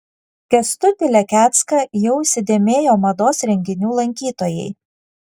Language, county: Lithuanian, Vilnius